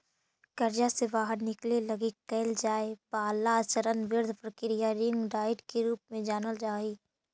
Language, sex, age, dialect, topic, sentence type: Magahi, female, 46-50, Central/Standard, banking, statement